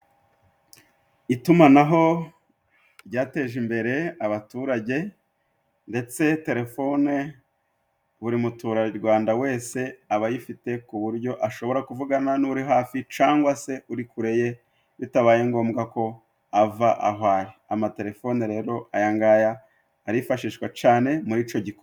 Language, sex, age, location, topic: Kinyarwanda, male, 36-49, Musanze, finance